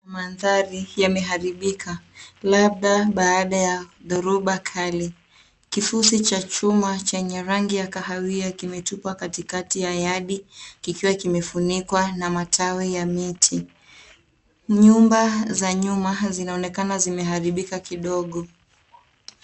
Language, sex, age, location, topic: Swahili, female, 18-24, Nairobi, health